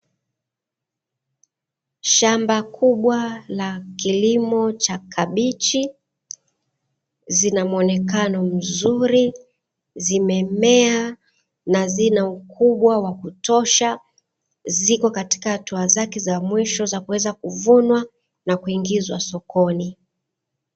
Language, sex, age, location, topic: Swahili, female, 25-35, Dar es Salaam, agriculture